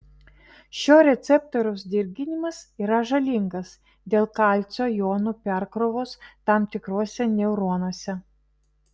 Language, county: Lithuanian, Vilnius